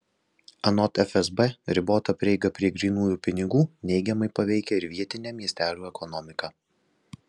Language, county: Lithuanian, Alytus